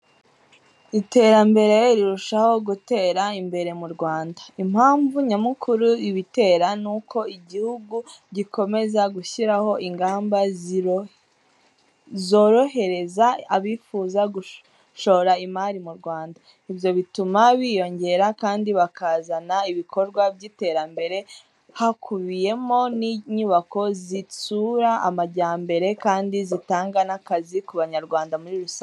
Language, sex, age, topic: Kinyarwanda, female, 18-24, education